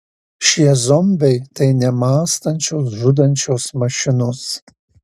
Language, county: Lithuanian, Marijampolė